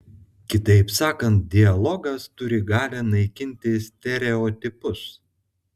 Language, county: Lithuanian, Klaipėda